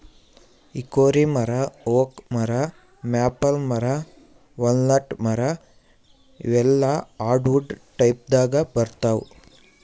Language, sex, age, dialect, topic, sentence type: Kannada, male, 18-24, Northeastern, agriculture, statement